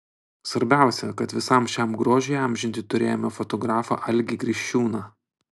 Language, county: Lithuanian, Panevėžys